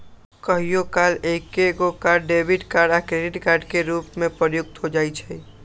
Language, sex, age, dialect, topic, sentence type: Magahi, male, 18-24, Western, banking, statement